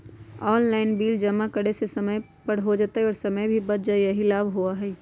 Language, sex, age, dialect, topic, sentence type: Magahi, female, 25-30, Western, banking, question